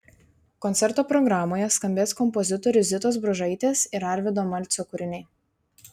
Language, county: Lithuanian, Vilnius